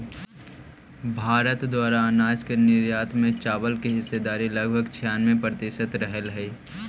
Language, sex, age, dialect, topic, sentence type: Magahi, male, 18-24, Central/Standard, agriculture, statement